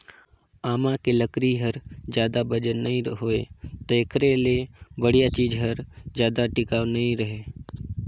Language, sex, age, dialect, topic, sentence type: Chhattisgarhi, male, 18-24, Northern/Bhandar, agriculture, statement